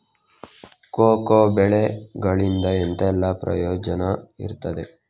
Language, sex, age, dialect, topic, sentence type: Kannada, male, 18-24, Coastal/Dakshin, agriculture, question